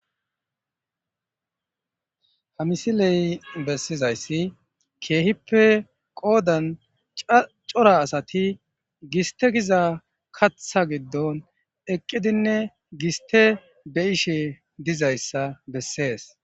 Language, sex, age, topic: Gamo, male, 25-35, agriculture